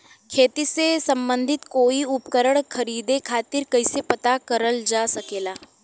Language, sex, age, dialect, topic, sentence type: Bhojpuri, female, 18-24, Western, agriculture, question